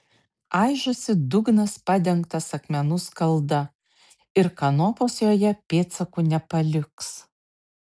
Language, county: Lithuanian, Šiauliai